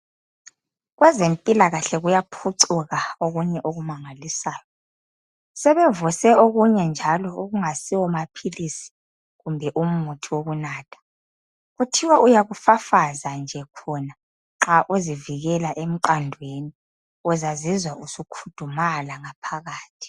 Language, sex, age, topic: North Ndebele, female, 25-35, health